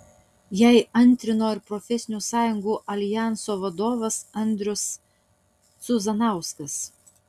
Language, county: Lithuanian, Utena